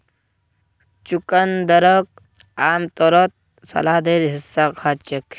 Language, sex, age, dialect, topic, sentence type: Magahi, male, 18-24, Northeastern/Surjapuri, agriculture, statement